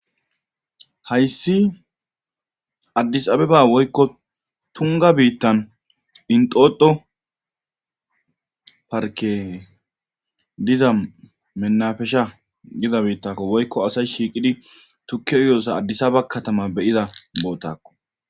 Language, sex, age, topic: Gamo, male, 25-35, government